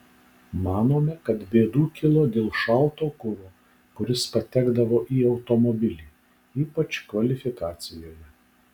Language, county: Lithuanian, Vilnius